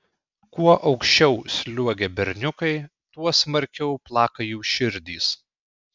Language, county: Lithuanian, Klaipėda